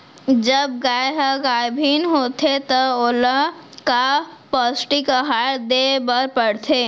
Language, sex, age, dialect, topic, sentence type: Chhattisgarhi, female, 18-24, Central, agriculture, question